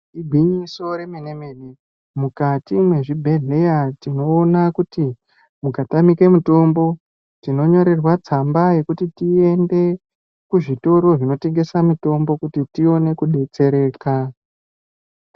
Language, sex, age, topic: Ndau, male, 18-24, health